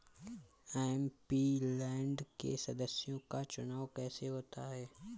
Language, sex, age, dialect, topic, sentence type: Hindi, male, 25-30, Awadhi Bundeli, banking, statement